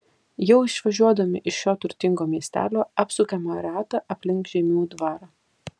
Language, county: Lithuanian, Kaunas